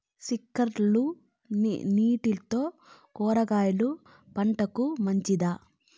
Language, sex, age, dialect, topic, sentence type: Telugu, female, 25-30, Southern, agriculture, question